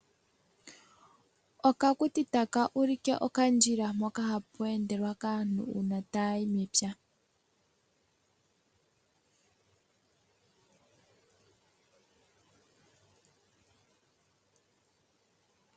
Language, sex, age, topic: Oshiwambo, female, 18-24, agriculture